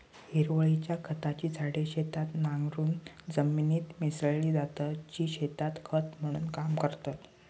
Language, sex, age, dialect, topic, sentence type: Marathi, male, 18-24, Northern Konkan, agriculture, statement